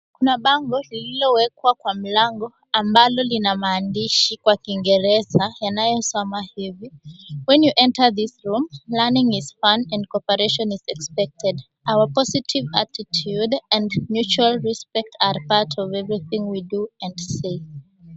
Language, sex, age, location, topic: Swahili, female, 18-24, Mombasa, education